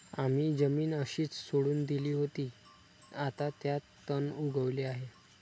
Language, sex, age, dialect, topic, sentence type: Marathi, male, 25-30, Standard Marathi, agriculture, statement